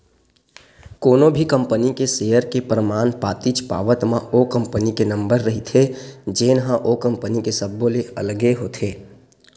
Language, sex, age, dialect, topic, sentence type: Chhattisgarhi, male, 18-24, Western/Budati/Khatahi, banking, statement